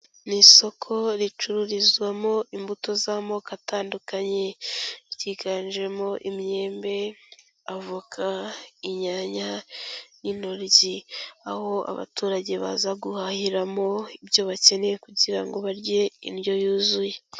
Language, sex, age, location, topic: Kinyarwanda, female, 18-24, Kigali, agriculture